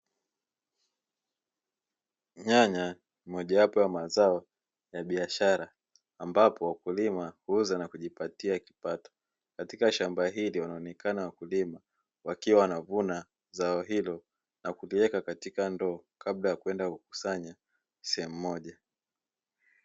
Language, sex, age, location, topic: Swahili, male, 25-35, Dar es Salaam, agriculture